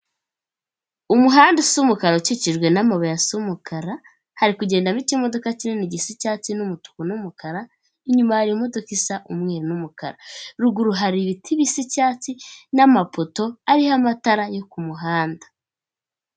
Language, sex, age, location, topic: Kinyarwanda, female, 25-35, Kigali, government